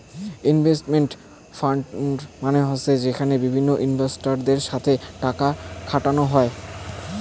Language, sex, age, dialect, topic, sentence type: Bengali, male, 18-24, Rajbangshi, banking, statement